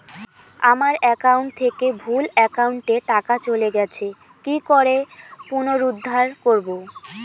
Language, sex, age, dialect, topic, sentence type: Bengali, female, 18-24, Rajbangshi, banking, question